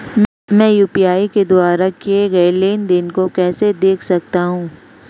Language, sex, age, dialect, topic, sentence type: Hindi, female, 25-30, Marwari Dhudhari, banking, question